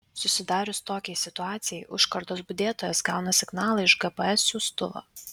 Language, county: Lithuanian, Vilnius